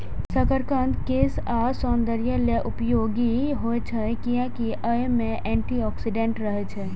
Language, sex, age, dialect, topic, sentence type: Maithili, female, 18-24, Eastern / Thethi, agriculture, statement